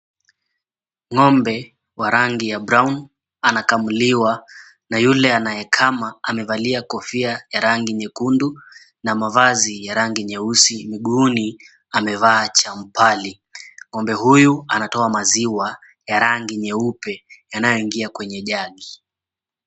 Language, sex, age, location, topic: Swahili, male, 25-35, Mombasa, agriculture